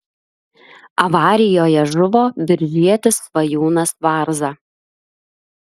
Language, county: Lithuanian, Klaipėda